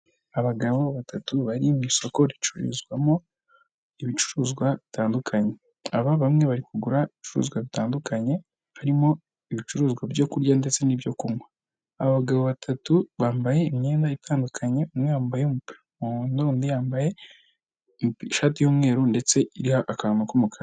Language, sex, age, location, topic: Kinyarwanda, male, 25-35, Kigali, finance